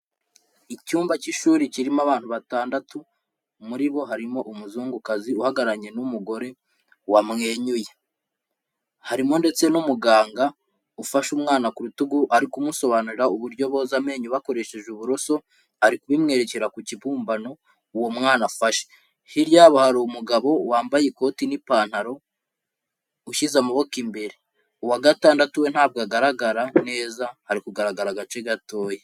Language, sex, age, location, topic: Kinyarwanda, male, 25-35, Kigali, health